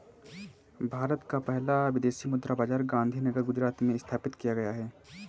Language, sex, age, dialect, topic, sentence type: Hindi, male, 18-24, Kanauji Braj Bhasha, banking, statement